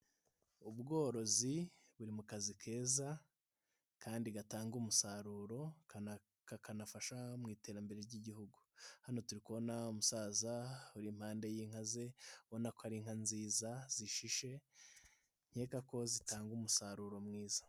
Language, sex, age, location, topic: Kinyarwanda, male, 25-35, Nyagatare, agriculture